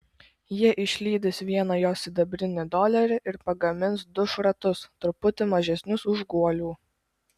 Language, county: Lithuanian, Klaipėda